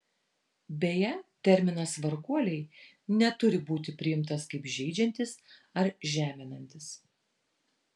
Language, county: Lithuanian, Vilnius